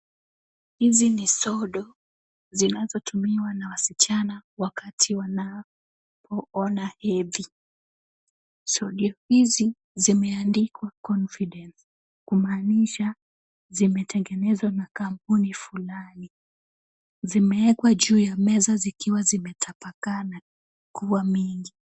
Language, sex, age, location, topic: Swahili, female, 18-24, Kisumu, health